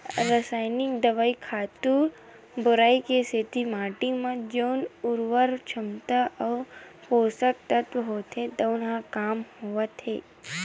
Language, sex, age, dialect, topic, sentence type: Chhattisgarhi, female, 25-30, Western/Budati/Khatahi, agriculture, statement